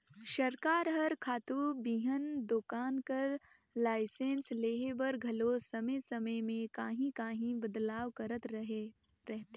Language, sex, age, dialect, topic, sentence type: Chhattisgarhi, female, 51-55, Northern/Bhandar, agriculture, statement